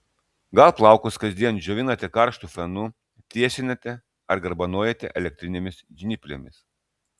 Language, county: Lithuanian, Klaipėda